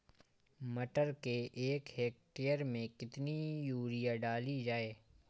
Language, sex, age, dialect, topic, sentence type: Hindi, male, 18-24, Awadhi Bundeli, agriculture, question